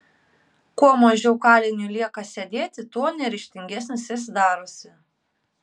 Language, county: Lithuanian, Kaunas